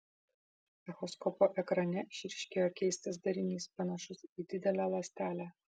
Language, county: Lithuanian, Vilnius